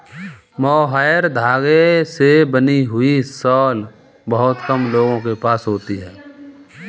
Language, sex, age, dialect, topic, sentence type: Hindi, male, 18-24, Kanauji Braj Bhasha, agriculture, statement